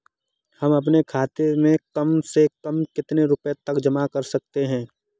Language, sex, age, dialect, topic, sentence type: Hindi, male, 18-24, Kanauji Braj Bhasha, banking, question